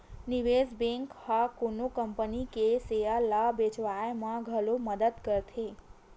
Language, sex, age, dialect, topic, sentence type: Chhattisgarhi, female, 18-24, Western/Budati/Khatahi, banking, statement